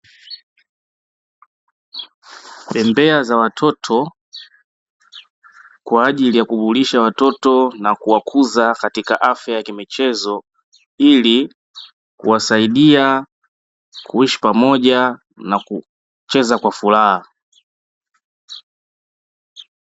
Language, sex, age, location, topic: Swahili, male, 18-24, Dar es Salaam, education